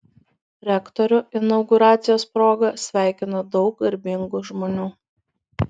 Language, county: Lithuanian, Kaunas